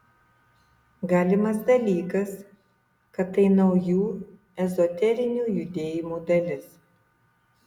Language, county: Lithuanian, Utena